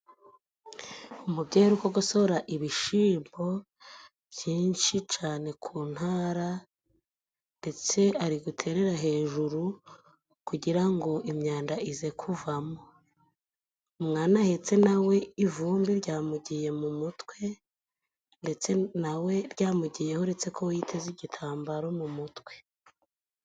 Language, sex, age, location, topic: Kinyarwanda, female, 25-35, Musanze, agriculture